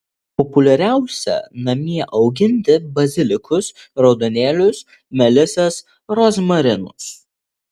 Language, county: Lithuanian, Alytus